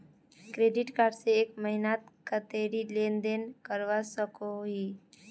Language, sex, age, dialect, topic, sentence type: Magahi, female, 18-24, Northeastern/Surjapuri, banking, question